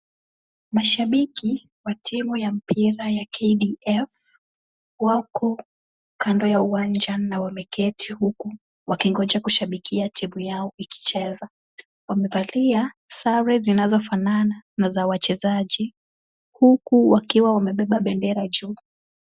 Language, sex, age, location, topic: Swahili, female, 25-35, Kisumu, government